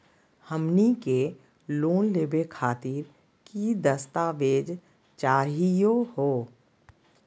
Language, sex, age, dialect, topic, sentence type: Magahi, female, 51-55, Southern, banking, question